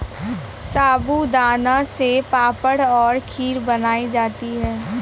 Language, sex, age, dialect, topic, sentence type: Hindi, female, 18-24, Awadhi Bundeli, agriculture, statement